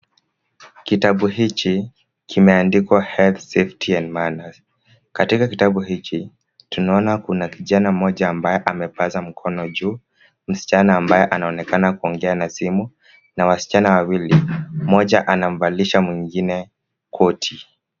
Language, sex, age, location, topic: Swahili, male, 18-24, Kisumu, education